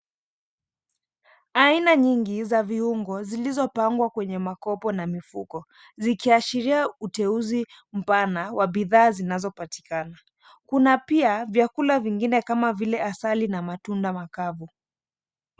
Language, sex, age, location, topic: Swahili, female, 25-35, Mombasa, agriculture